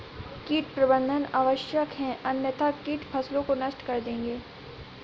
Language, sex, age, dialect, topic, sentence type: Hindi, female, 60-100, Awadhi Bundeli, agriculture, statement